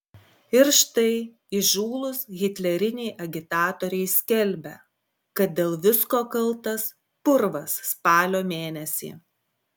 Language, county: Lithuanian, Klaipėda